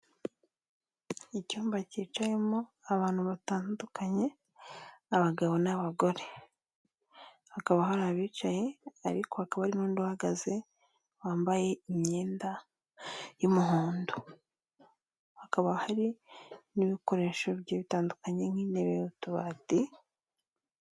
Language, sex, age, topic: Kinyarwanda, female, 25-35, health